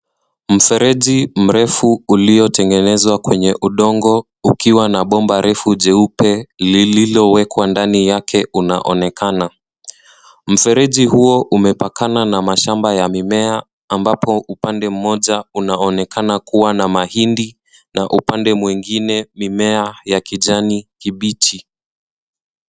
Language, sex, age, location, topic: Swahili, male, 18-24, Nairobi, agriculture